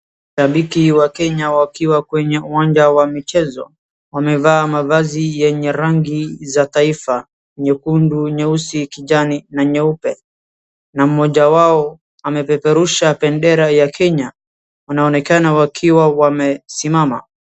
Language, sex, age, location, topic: Swahili, male, 18-24, Wajir, government